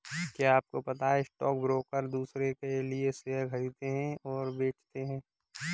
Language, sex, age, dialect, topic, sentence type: Hindi, male, 18-24, Kanauji Braj Bhasha, banking, statement